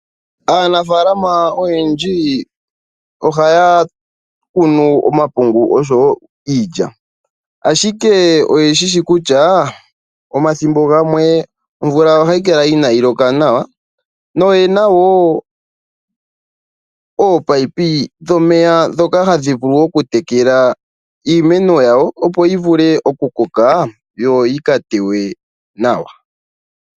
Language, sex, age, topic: Oshiwambo, male, 18-24, agriculture